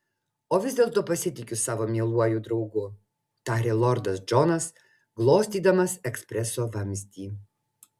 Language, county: Lithuanian, Utena